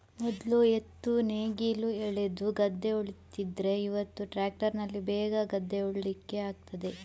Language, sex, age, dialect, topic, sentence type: Kannada, female, 25-30, Coastal/Dakshin, agriculture, statement